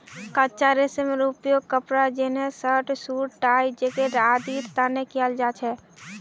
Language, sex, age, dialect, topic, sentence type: Magahi, female, 18-24, Northeastern/Surjapuri, agriculture, statement